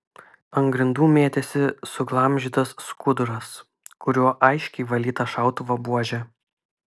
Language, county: Lithuanian, Utena